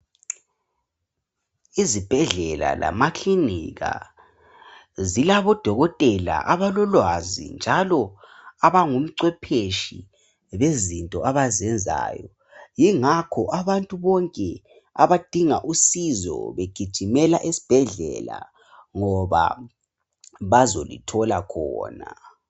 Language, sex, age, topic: North Ndebele, male, 18-24, health